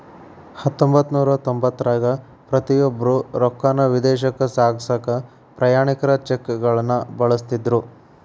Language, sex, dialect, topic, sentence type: Kannada, male, Dharwad Kannada, banking, statement